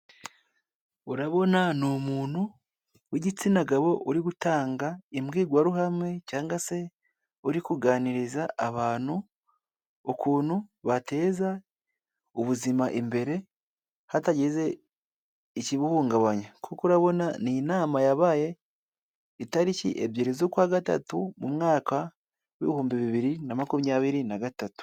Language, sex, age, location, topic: Kinyarwanda, male, 18-24, Kigali, health